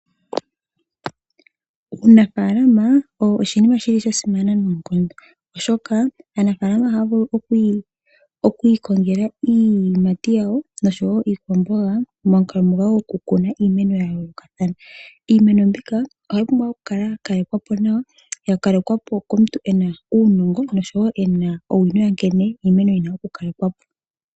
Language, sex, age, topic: Oshiwambo, female, 18-24, agriculture